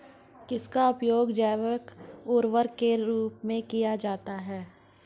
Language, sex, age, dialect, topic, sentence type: Hindi, female, 41-45, Hindustani Malvi Khadi Boli, agriculture, question